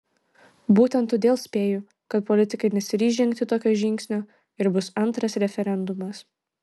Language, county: Lithuanian, Telšiai